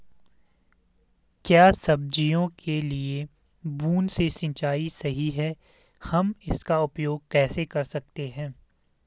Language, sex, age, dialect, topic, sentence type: Hindi, male, 18-24, Garhwali, agriculture, question